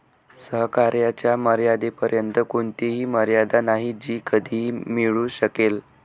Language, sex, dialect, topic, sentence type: Marathi, male, Varhadi, banking, statement